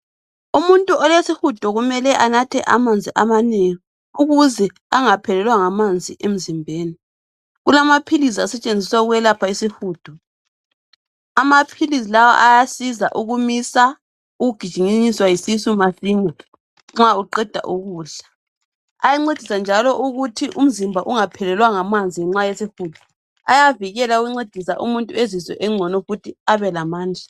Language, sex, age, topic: North Ndebele, female, 25-35, health